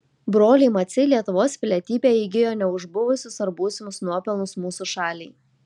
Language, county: Lithuanian, Kaunas